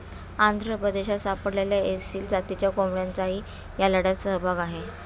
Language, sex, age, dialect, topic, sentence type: Marathi, female, 41-45, Standard Marathi, agriculture, statement